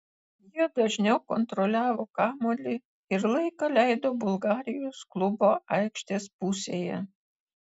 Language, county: Lithuanian, Kaunas